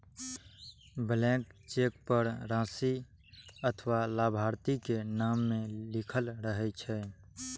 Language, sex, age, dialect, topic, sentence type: Maithili, male, 18-24, Eastern / Thethi, banking, statement